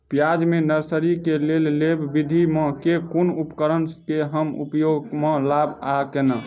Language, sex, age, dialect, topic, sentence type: Maithili, male, 18-24, Southern/Standard, agriculture, question